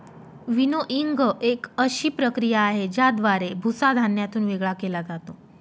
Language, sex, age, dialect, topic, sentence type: Marathi, female, 36-40, Northern Konkan, agriculture, statement